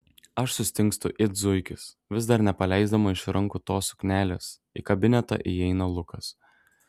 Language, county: Lithuanian, Šiauliai